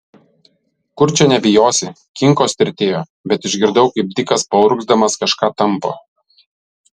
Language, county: Lithuanian, Vilnius